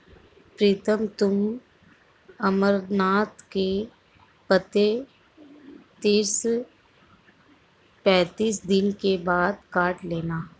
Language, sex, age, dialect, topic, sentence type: Hindi, female, 51-55, Marwari Dhudhari, agriculture, statement